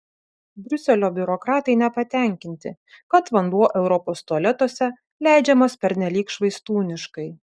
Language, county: Lithuanian, Vilnius